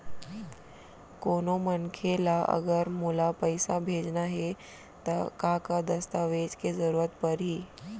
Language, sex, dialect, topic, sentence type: Chhattisgarhi, female, Central, banking, question